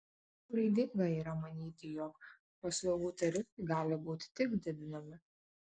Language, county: Lithuanian, Kaunas